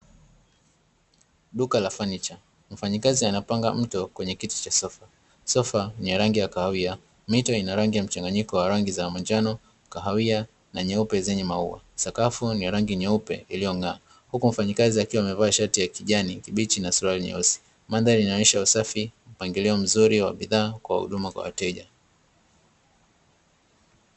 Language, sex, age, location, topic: Swahili, male, 25-35, Dar es Salaam, finance